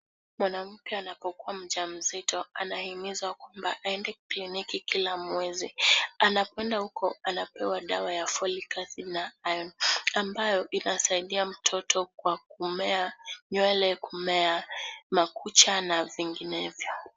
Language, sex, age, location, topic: Swahili, female, 18-24, Kisumu, health